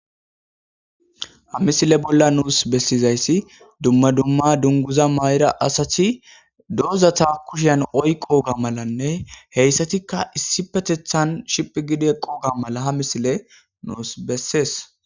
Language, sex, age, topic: Gamo, male, 25-35, agriculture